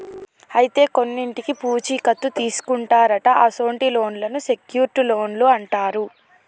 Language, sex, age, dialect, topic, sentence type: Telugu, female, 18-24, Telangana, banking, statement